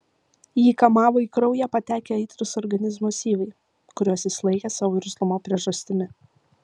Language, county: Lithuanian, Vilnius